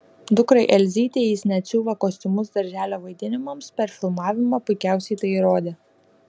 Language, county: Lithuanian, Kaunas